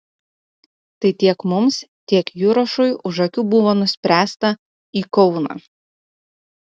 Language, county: Lithuanian, Utena